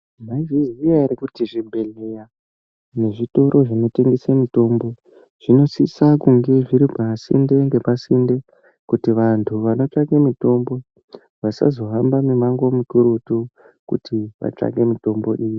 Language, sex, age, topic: Ndau, female, 18-24, health